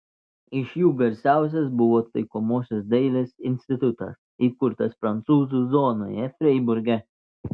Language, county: Lithuanian, Telšiai